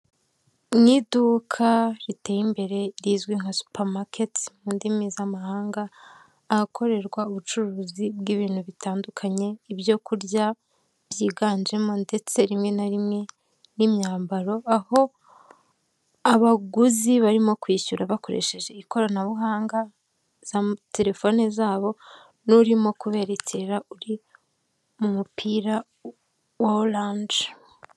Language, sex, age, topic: Kinyarwanda, female, 18-24, finance